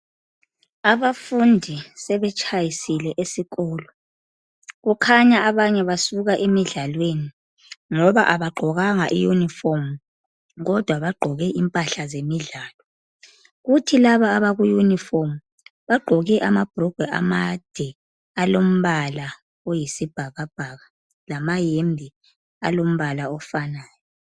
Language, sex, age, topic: North Ndebele, female, 25-35, education